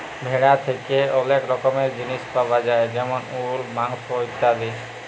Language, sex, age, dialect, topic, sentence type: Bengali, male, 18-24, Jharkhandi, agriculture, statement